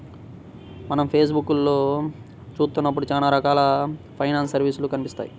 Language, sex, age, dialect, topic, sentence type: Telugu, male, 18-24, Central/Coastal, banking, statement